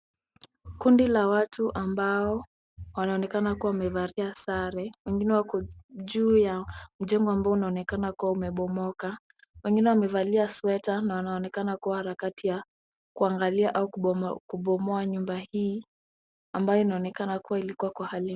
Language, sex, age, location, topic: Swahili, female, 18-24, Kisumu, health